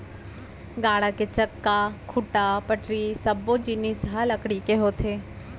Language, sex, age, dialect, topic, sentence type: Chhattisgarhi, female, 25-30, Central, agriculture, statement